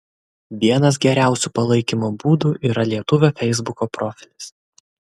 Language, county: Lithuanian, Kaunas